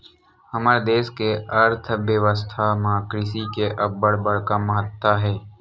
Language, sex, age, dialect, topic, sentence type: Chhattisgarhi, male, 18-24, Western/Budati/Khatahi, agriculture, statement